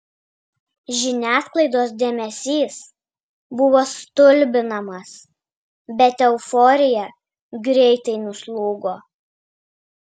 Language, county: Lithuanian, Vilnius